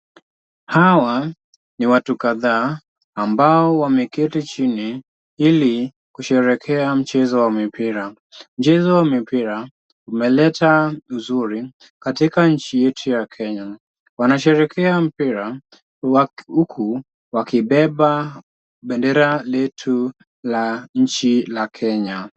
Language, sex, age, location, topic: Swahili, male, 25-35, Kisumu, government